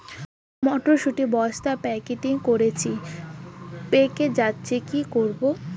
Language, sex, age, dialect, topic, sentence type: Bengali, female, 18-24, Rajbangshi, agriculture, question